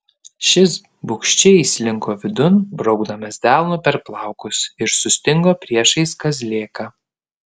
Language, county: Lithuanian, Panevėžys